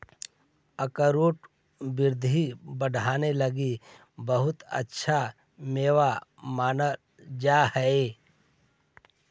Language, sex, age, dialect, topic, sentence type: Magahi, male, 41-45, Central/Standard, agriculture, statement